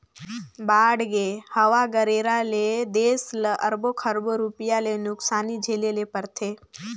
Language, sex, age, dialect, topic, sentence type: Chhattisgarhi, female, 18-24, Northern/Bhandar, banking, statement